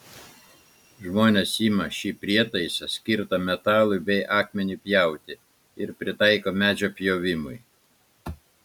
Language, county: Lithuanian, Klaipėda